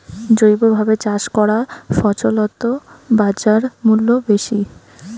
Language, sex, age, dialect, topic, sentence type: Bengali, female, 18-24, Rajbangshi, agriculture, statement